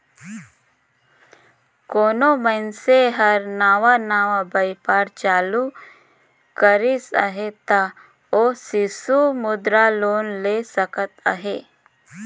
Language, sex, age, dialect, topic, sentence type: Chhattisgarhi, female, 31-35, Northern/Bhandar, banking, statement